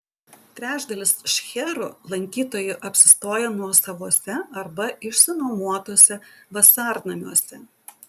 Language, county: Lithuanian, Utena